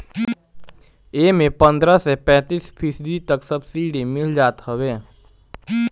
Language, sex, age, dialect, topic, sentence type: Bhojpuri, male, 18-24, Northern, banking, statement